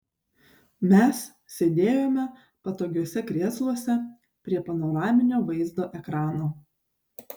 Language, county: Lithuanian, Šiauliai